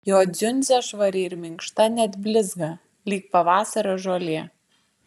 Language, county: Lithuanian, Vilnius